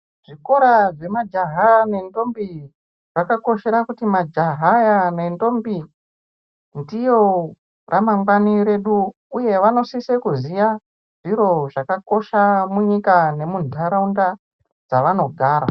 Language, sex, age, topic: Ndau, male, 25-35, education